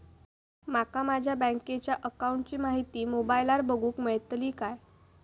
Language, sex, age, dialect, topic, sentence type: Marathi, female, 18-24, Southern Konkan, banking, question